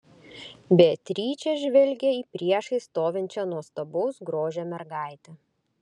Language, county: Lithuanian, Klaipėda